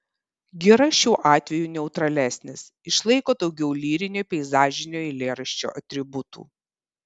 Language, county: Lithuanian, Kaunas